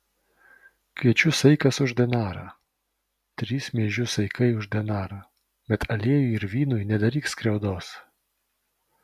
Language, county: Lithuanian, Vilnius